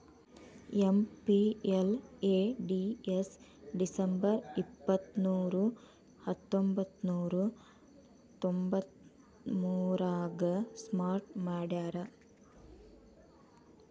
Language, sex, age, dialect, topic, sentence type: Kannada, female, 31-35, Dharwad Kannada, banking, statement